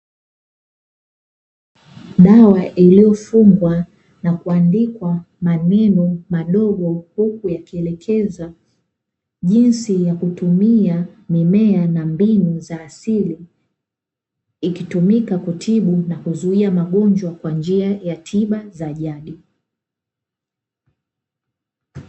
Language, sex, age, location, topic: Swahili, female, 18-24, Dar es Salaam, health